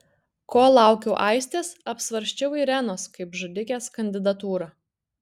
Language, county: Lithuanian, Kaunas